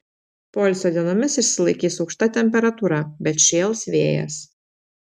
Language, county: Lithuanian, Telšiai